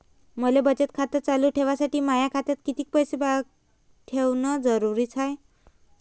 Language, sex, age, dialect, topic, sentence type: Marathi, female, 25-30, Varhadi, banking, question